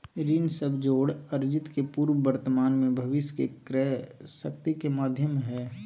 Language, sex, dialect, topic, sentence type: Magahi, male, Southern, banking, statement